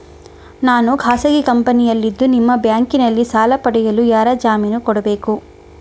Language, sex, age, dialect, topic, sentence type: Kannada, female, 18-24, Mysore Kannada, banking, question